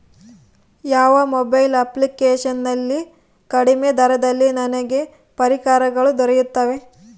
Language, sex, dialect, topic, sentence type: Kannada, female, Central, agriculture, question